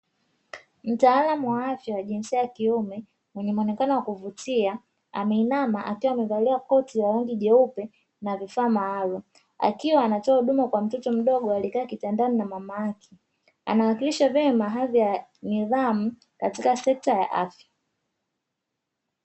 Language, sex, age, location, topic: Swahili, female, 25-35, Dar es Salaam, health